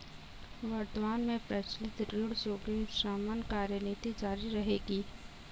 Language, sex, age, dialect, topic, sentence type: Hindi, female, 18-24, Kanauji Braj Bhasha, banking, statement